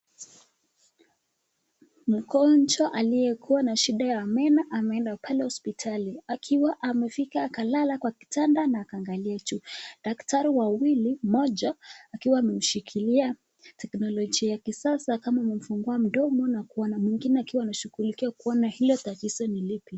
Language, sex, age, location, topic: Swahili, male, 25-35, Nakuru, health